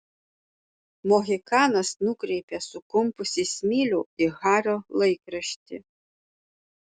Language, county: Lithuanian, Panevėžys